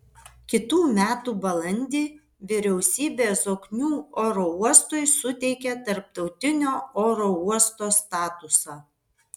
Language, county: Lithuanian, Vilnius